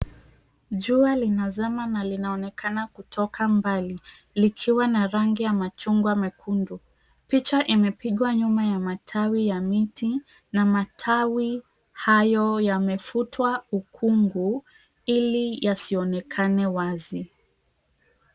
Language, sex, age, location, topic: Swahili, female, 25-35, Mombasa, agriculture